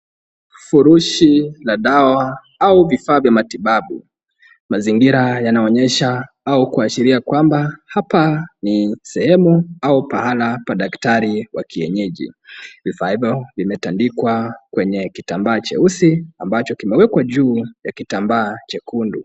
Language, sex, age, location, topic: Swahili, male, 25-35, Kisumu, health